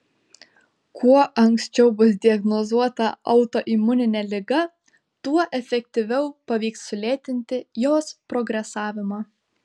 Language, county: Lithuanian, Vilnius